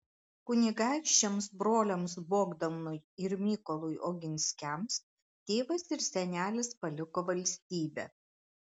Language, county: Lithuanian, Klaipėda